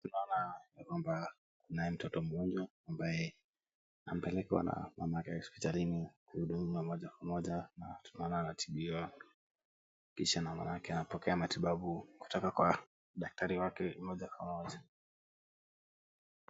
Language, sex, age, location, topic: Swahili, male, 18-24, Kisumu, health